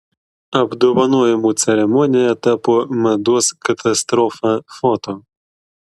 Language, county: Lithuanian, Klaipėda